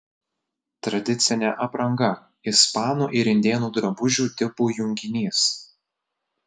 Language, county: Lithuanian, Telšiai